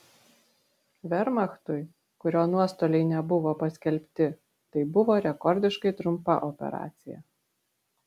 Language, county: Lithuanian, Vilnius